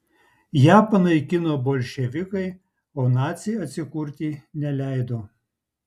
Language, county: Lithuanian, Utena